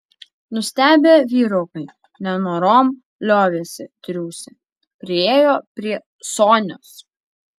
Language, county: Lithuanian, Alytus